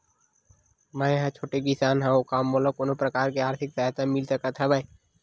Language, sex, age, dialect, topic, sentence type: Chhattisgarhi, male, 18-24, Western/Budati/Khatahi, agriculture, question